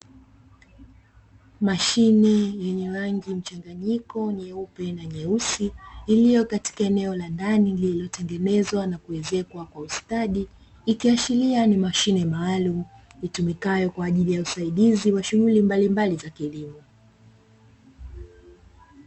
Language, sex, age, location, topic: Swahili, female, 25-35, Dar es Salaam, agriculture